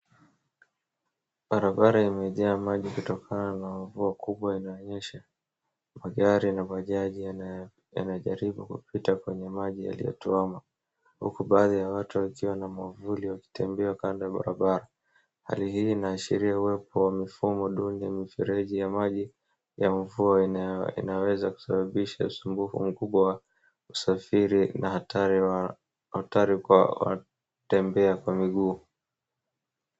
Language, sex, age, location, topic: Swahili, male, 18-24, Wajir, health